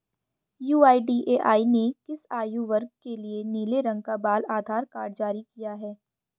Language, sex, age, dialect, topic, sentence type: Hindi, female, 25-30, Hindustani Malvi Khadi Boli, banking, question